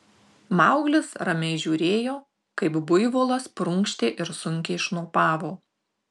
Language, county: Lithuanian, Tauragė